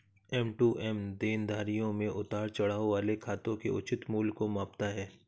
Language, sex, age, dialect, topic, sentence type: Hindi, male, 36-40, Awadhi Bundeli, banking, statement